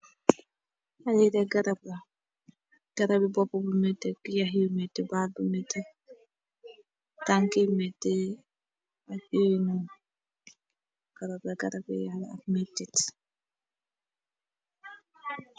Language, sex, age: Wolof, female, 18-24